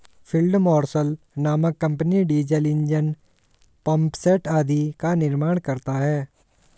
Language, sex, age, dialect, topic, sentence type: Hindi, male, 18-24, Hindustani Malvi Khadi Boli, agriculture, statement